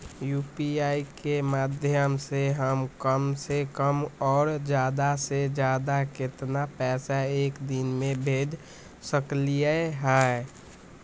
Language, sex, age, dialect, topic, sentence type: Magahi, male, 18-24, Western, banking, question